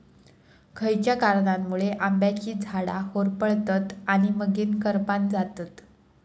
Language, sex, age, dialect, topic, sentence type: Marathi, female, 18-24, Southern Konkan, agriculture, question